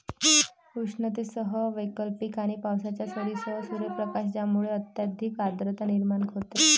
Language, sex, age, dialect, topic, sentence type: Marathi, female, 18-24, Varhadi, agriculture, statement